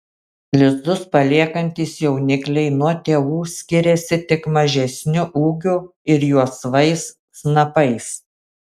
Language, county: Lithuanian, Kaunas